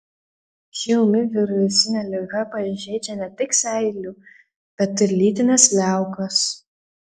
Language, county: Lithuanian, Panevėžys